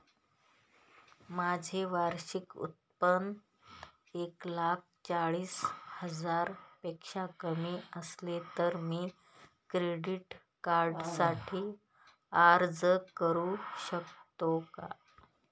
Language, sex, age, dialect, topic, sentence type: Marathi, female, 31-35, Northern Konkan, banking, question